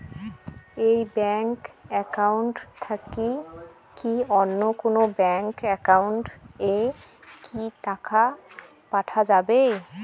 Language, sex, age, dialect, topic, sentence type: Bengali, female, 25-30, Rajbangshi, banking, question